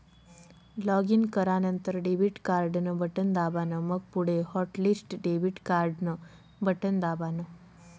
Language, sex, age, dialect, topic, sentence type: Marathi, female, 18-24, Northern Konkan, banking, statement